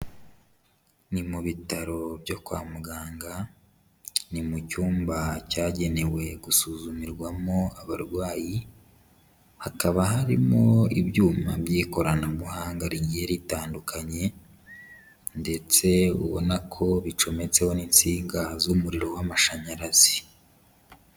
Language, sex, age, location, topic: Kinyarwanda, male, 18-24, Kigali, health